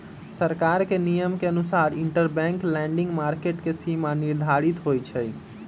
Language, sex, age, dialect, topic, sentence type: Magahi, male, 25-30, Western, banking, statement